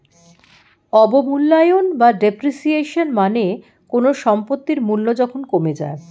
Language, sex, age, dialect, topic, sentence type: Bengali, female, 51-55, Standard Colloquial, banking, statement